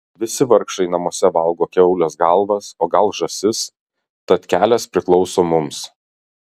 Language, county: Lithuanian, Kaunas